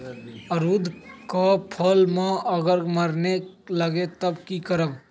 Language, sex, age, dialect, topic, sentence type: Magahi, male, 18-24, Western, agriculture, question